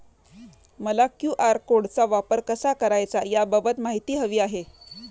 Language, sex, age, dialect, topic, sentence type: Marathi, female, 31-35, Standard Marathi, banking, question